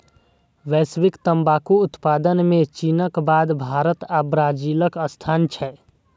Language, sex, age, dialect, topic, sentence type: Maithili, male, 18-24, Eastern / Thethi, agriculture, statement